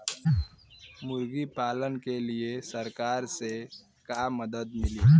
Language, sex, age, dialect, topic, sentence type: Bhojpuri, female, 18-24, Western, agriculture, question